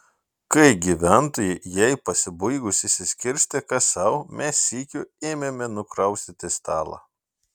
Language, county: Lithuanian, Šiauliai